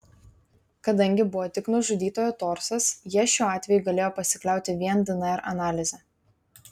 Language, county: Lithuanian, Vilnius